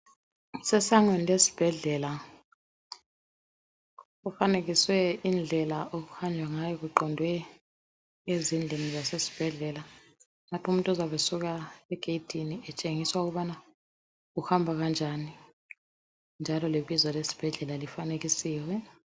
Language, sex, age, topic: North Ndebele, female, 36-49, health